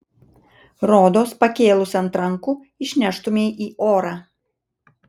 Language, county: Lithuanian, Vilnius